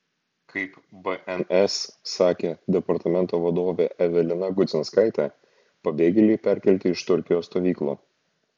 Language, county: Lithuanian, Šiauliai